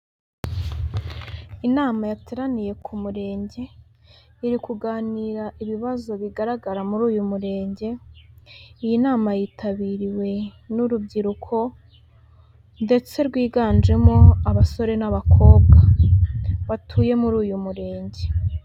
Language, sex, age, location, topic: Kinyarwanda, female, 18-24, Huye, government